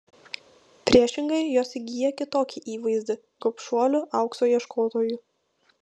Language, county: Lithuanian, Vilnius